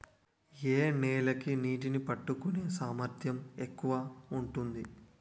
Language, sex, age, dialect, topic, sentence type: Telugu, male, 18-24, Utterandhra, agriculture, question